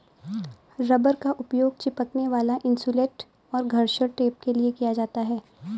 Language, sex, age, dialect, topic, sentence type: Hindi, female, 18-24, Awadhi Bundeli, agriculture, statement